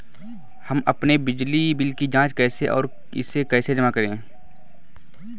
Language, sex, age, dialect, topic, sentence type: Hindi, male, 18-24, Awadhi Bundeli, banking, question